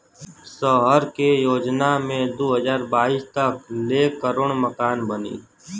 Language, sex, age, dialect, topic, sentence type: Bhojpuri, male, 18-24, Western, banking, statement